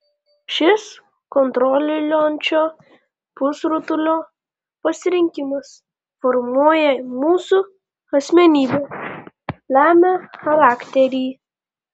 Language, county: Lithuanian, Panevėžys